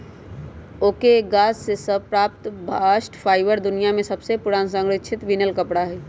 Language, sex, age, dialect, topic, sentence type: Magahi, male, 18-24, Western, agriculture, statement